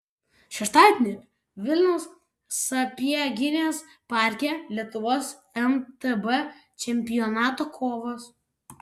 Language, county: Lithuanian, Vilnius